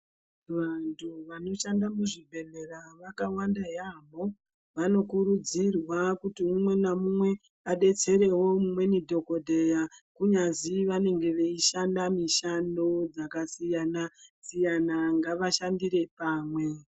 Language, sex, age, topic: Ndau, male, 36-49, health